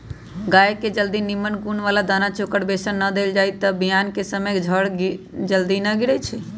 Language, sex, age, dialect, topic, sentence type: Magahi, female, 25-30, Western, agriculture, statement